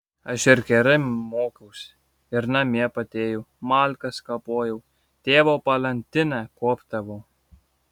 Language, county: Lithuanian, Kaunas